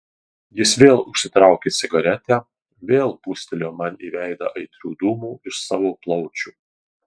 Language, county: Lithuanian, Marijampolė